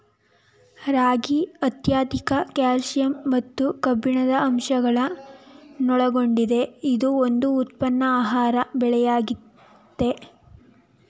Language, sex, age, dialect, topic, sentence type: Kannada, female, 18-24, Mysore Kannada, agriculture, statement